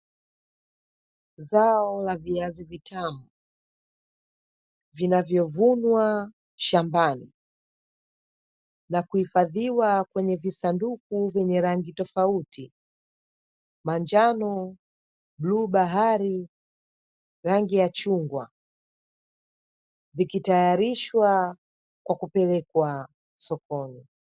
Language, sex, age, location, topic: Swahili, female, 25-35, Dar es Salaam, agriculture